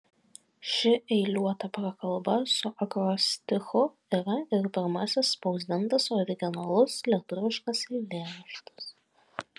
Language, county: Lithuanian, Vilnius